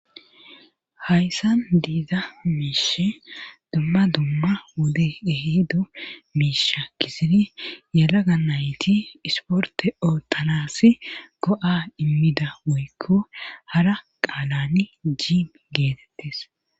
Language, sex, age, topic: Gamo, female, 25-35, government